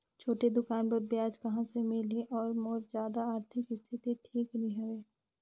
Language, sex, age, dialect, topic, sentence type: Chhattisgarhi, female, 25-30, Northern/Bhandar, banking, question